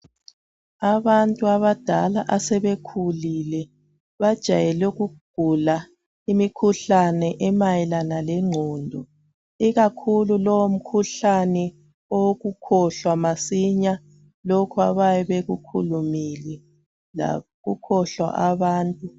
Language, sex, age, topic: North Ndebele, female, 36-49, health